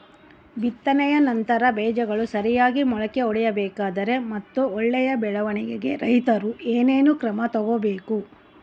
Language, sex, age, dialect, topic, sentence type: Kannada, female, 56-60, Central, agriculture, question